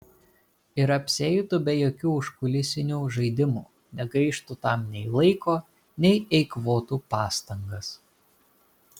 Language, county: Lithuanian, Kaunas